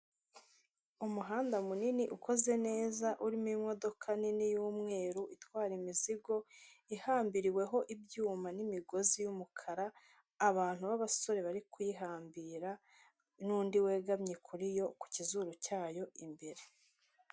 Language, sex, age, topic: Kinyarwanda, female, 25-35, government